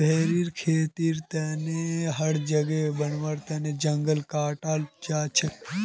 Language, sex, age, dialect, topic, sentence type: Magahi, male, 18-24, Northeastern/Surjapuri, agriculture, statement